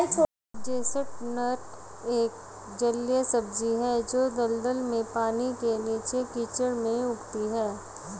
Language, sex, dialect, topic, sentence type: Hindi, female, Hindustani Malvi Khadi Boli, agriculture, statement